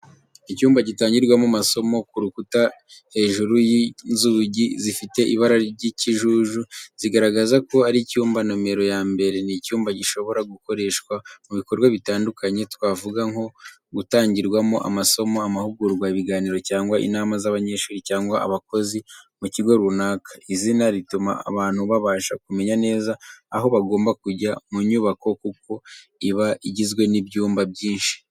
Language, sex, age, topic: Kinyarwanda, male, 25-35, education